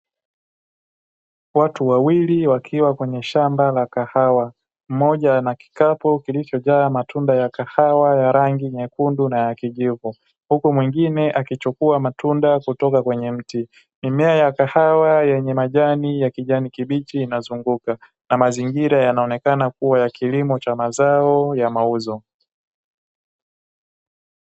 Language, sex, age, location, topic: Swahili, male, 18-24, Dar es Salaam, agriculture